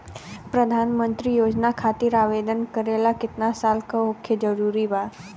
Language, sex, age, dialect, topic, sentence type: Bhojpuri, female, 18-24, Southern / Standard, banking, question